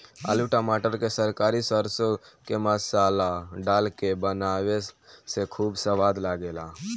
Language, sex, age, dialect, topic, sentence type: Bhojpuri, male, <18, Northern, agriculture, statement